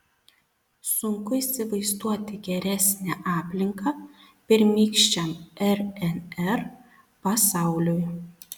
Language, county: Lithuanian, Panevėžys